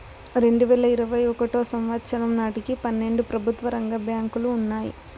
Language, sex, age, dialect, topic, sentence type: Telugu, female, 18-24, Southern, banking, statement